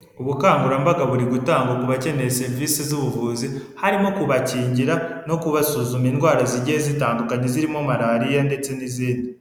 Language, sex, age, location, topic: Kinyarwanda, male, 18-24, Kigali, health